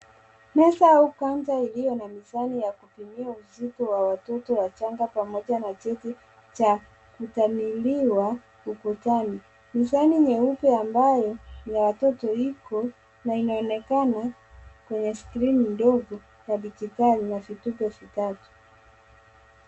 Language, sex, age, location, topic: Swahili, male, 25-35, Nairobi, health